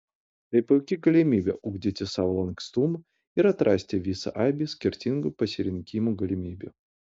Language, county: Lithuanian, Utena